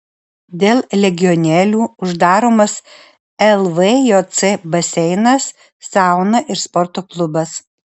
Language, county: Lithuanian, Alytus